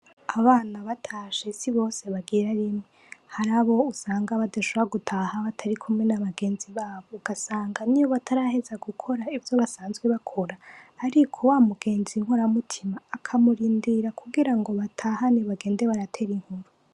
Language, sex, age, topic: Rundi, female, 25-35, education